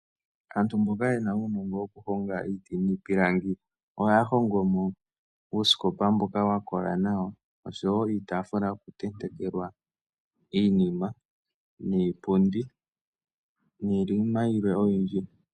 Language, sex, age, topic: Oshiwambo, male, 18-24, finance